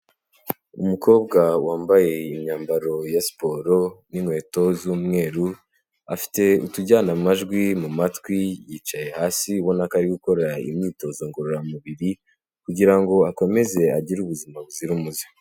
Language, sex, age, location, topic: Kinyarwanda, male, 18-24, Kigali, health